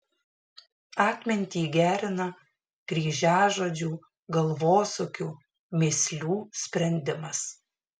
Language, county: Lithuanian, Šiauliai